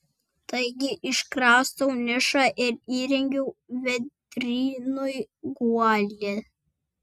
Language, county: Lithuanian, Vilnius